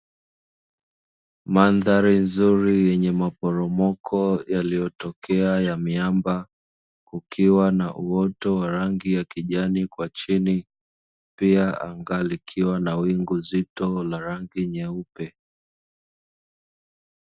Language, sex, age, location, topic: Swahili, male, 25-35, Dar es Salaam, agriculture